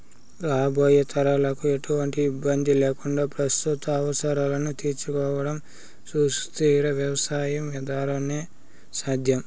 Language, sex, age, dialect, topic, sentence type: Telugu, male, 56-60, Southern, agriculture, statement